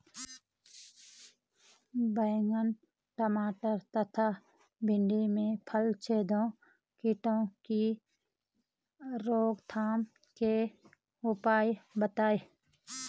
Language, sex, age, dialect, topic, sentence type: Hindi, female, 36-40, Garhwali, agriculture, question